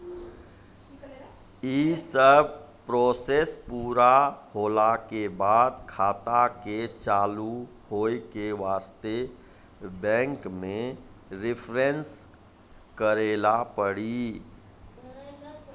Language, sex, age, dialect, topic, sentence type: Maithili, male, 51-55, Angika, banking, question